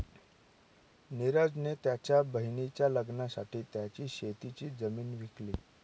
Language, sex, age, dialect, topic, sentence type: Marathi, male, 36-40, Northern Konkan, agriculture, statement